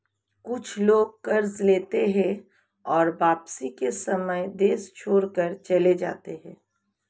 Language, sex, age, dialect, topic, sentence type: Hindi, female, 36-40, Marwari Dhudhari, banking, statement